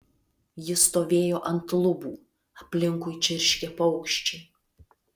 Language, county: Lithuanian, Vilnius